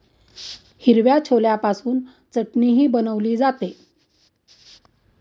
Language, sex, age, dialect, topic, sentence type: Marathi, female, 60-100, Standard Marathi, agriculture, statement